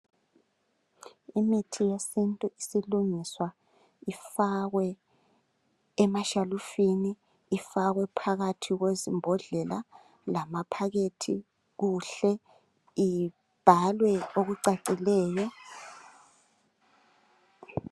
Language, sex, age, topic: North Ndebele, male, 36-49, health